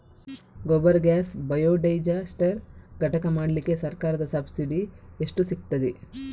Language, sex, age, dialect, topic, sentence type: Kannada, female, 18-24, Coastal/Dakshin, agriculture, question